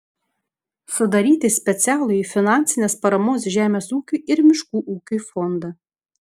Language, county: Lithuanian, Šiauliai